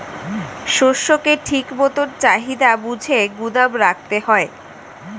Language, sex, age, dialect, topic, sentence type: Bengali, female, 18-24, Standard Colloquial, agriculture, statement